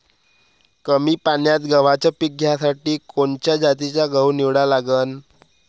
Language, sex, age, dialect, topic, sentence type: Marathi, male, 25-30, Varhadi, agriculture, question